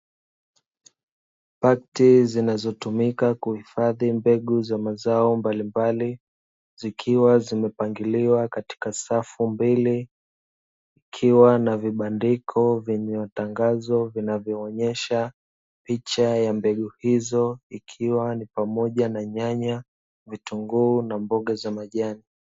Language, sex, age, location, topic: Swahili, male, 25-35, Dar es Salaam, agriculture